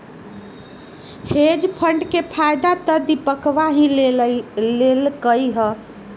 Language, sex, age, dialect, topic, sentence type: Magahi, female, 31-35, Western, banking, statement